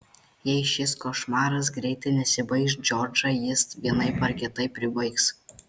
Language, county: Lithuanian, Marijampolė